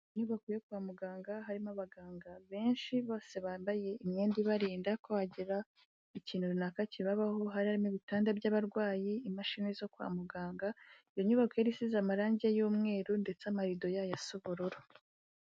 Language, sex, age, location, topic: Kinyarwanda, female, 18-24, Kigali, health